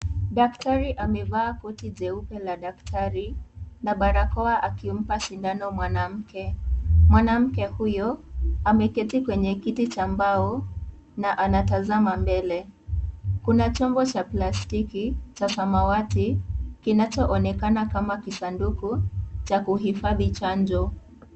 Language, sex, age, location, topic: Swahili, female, 18-24, Kisii, health